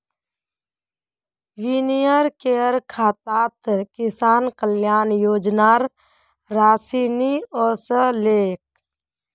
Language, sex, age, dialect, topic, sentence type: Magahi, female, 25-30, Northeastern/Surjapuri, agriculture, statement